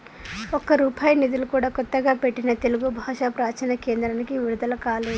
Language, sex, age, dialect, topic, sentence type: Telugu, female, 46-50, Telangana, banking, statement